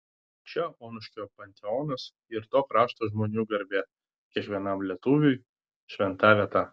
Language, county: Lithuanian, Vilnius